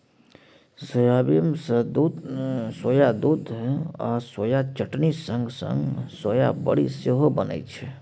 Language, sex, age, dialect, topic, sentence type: Maithili, male, 31-35, Bajjika, agriculture, statement